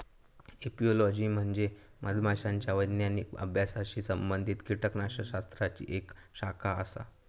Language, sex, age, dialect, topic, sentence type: Marathi, male, 18-24, Southern Konkan, agriculture, statement